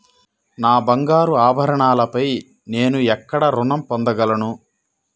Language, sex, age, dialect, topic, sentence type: Telugu, male, 25-30, Central/Coastal, banking, statement